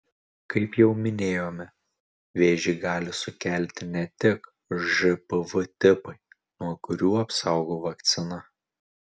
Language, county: Lithuanian, Tauragė